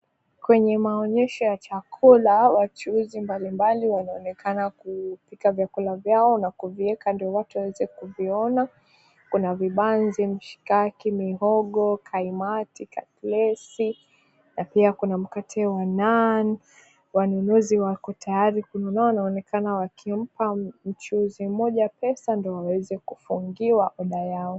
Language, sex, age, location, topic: Swahili, female, 25-35, Mombasa, agriculture